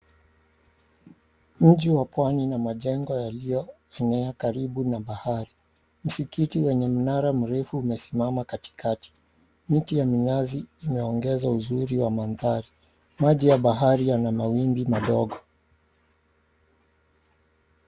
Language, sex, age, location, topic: Swahili, male, 36-49, Mombasa, government